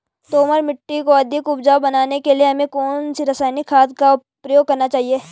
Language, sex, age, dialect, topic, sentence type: Hindi, female, 25-30, Garhwali, agriculture, question